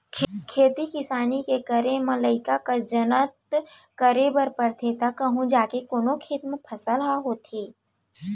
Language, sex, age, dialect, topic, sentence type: Chhattisgarhi, female, 18-24, Central, agriculture, statement